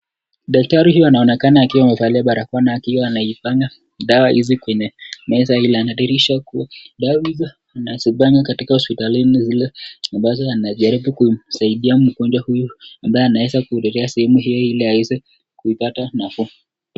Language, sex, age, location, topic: Swahili, male, 25-35, Nakuru, health